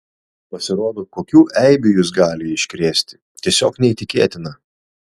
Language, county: Lithuanian, Vilnius